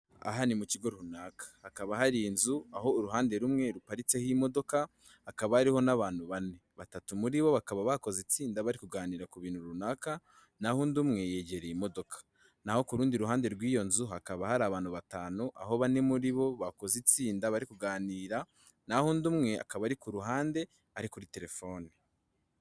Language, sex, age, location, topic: Kinyarwanda, male, 18-24, Kigali, health